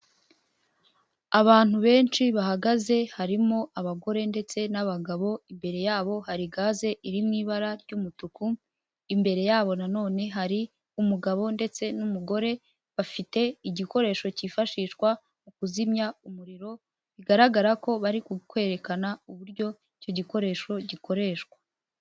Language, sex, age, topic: Kinyarwanda, female, 18-24, health